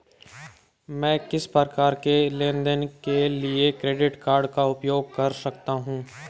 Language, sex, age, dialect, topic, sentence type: Hindi, male, 18-24, Marwari Dhudhari, banking, question